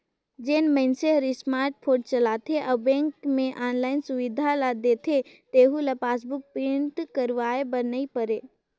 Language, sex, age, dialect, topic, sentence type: Chhattisgarhi, female, 18-24, Northern/Bhandar, banking, statement